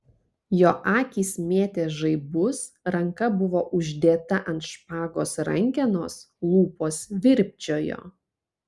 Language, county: Lithuanian, Panevėžys